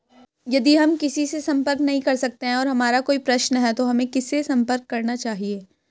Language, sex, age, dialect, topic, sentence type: Hindi, female, 18-24, Hindustani Malvi Khadi Boli, banking, question